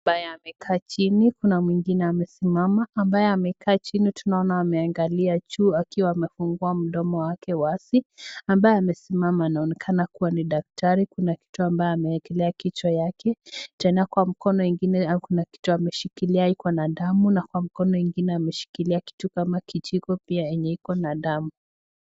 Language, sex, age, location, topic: Swahili, female, 18-24, Nakuru, health